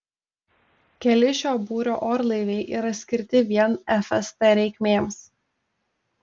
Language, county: Lithuanian, Telšiai